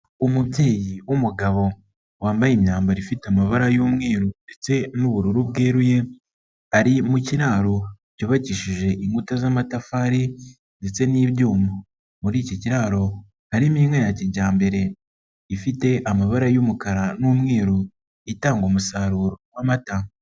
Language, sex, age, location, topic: Kinyarwanda, male, 36-49, Nyagatare, agriculture